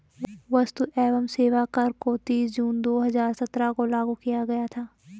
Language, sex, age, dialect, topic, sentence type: Hindi, female, 18-24, Garhwali, banking, statement